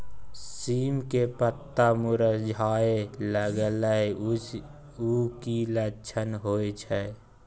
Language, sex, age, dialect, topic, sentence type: Maithili, male, 18-24, Bajjika, agriculture, question